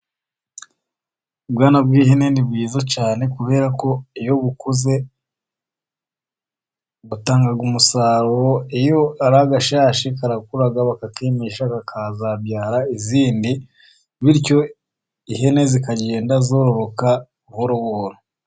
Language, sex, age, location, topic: Kinyarwanda, male, 25-35, Musanze, agriculture